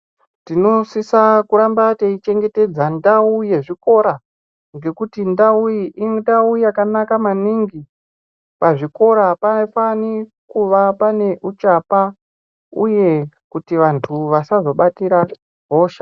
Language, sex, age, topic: Ndau, female, 25-35, education